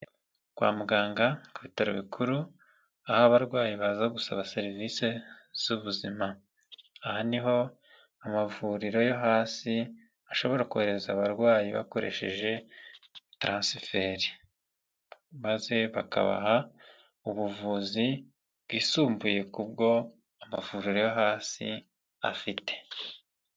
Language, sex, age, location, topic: Kinyarwanda, male, 25-35, Nyagatare, health